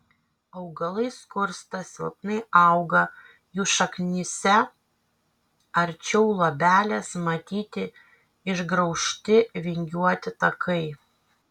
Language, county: Lithuanian, Kaunas